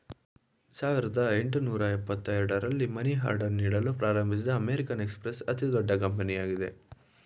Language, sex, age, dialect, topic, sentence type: Kannada, male, 25-30, Mysore Kannada, banking, statement